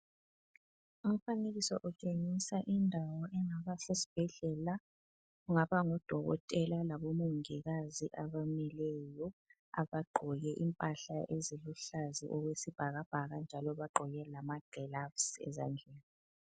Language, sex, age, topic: North Ndebele, female, 25-35, health